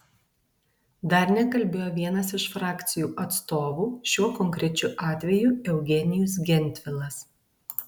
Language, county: Lithuanian, Alytus